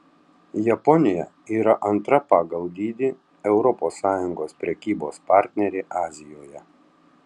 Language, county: Lithuanian, Tauragė